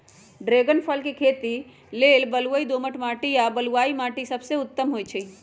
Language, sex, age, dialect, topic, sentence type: Magahi, female, 18-24, Western, agriculture, statement